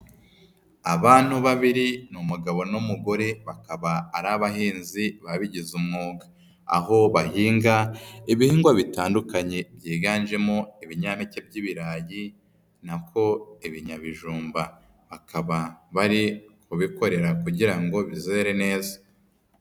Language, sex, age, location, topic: Kinyarwanda, female, 18-24, Nyagatare, agriculture